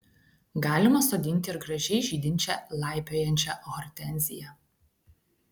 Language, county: Lithuanian, Klaipėda